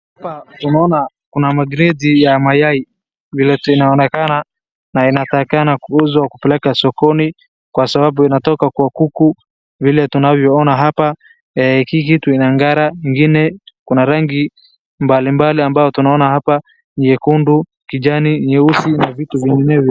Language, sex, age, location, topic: Swahili, male, 18-24, Wajir, finance